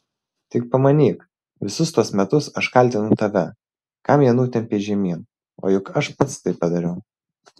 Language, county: Lithuanian, Vilnius